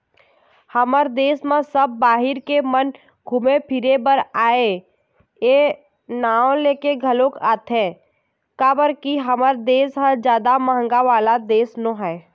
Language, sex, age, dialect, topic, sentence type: Chhattisgarhi, female, 41-45, Eastern, banking, statement